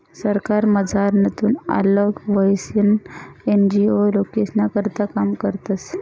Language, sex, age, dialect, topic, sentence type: Marathi, female, 31-35, Northern Konkan, banking, statement